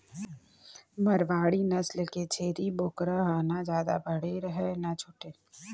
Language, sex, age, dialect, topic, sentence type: Chhattisgarhi, female, 36-40, Central, agriculture, statement